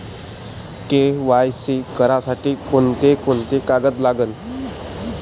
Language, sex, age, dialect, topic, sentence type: Marathi, male, 25-30, Varhadi, banking, question